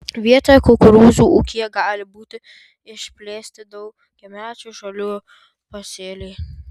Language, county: Lithuanian, Vilnius